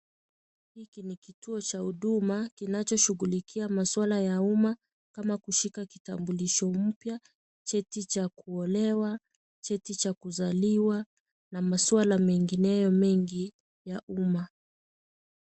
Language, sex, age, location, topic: Swahili, female, 25-35, Kisii, government